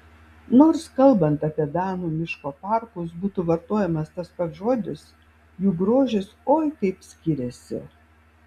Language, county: Lithuanian, Vilnius